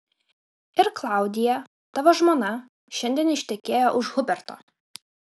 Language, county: Lithuanian, Kaunas